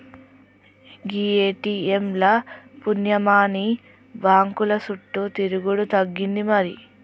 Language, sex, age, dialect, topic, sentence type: Telugu, female, 36-40, Telangana, banking, statement